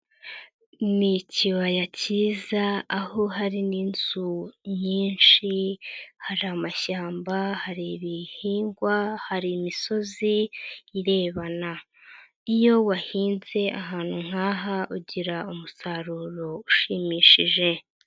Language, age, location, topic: Kinyarwanda, 50+, Nyagatare, agriculture